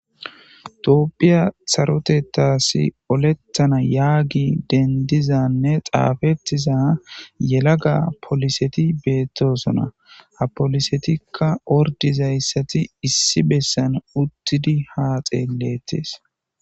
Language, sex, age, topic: Gamo, male, 25-35, government